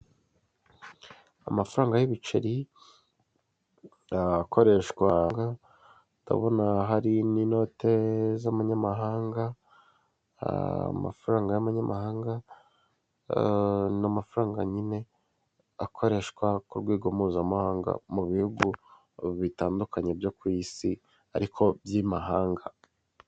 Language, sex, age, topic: Kinyarwanda, male, 18-24, finance